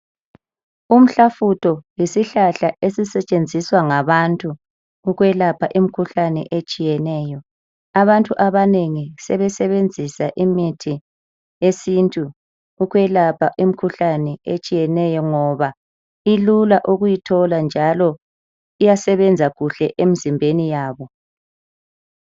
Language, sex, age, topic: North Ndebele, female, 50+, health